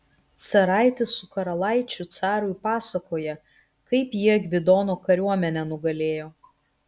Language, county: Lithuanian, Kaunas